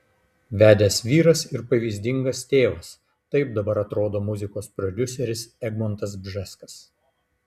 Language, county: Lithuanian, Kaunas